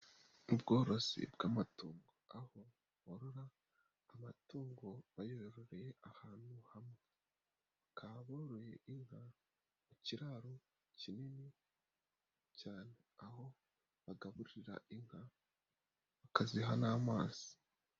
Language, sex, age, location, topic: Kinyarwanda, male, 18-24, Nyagatare, agriculture